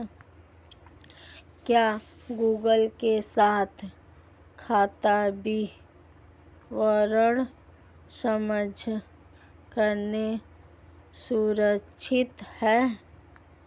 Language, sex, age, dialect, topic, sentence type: Hindi, female, 25-30, Marwari Dhudhari, banking, question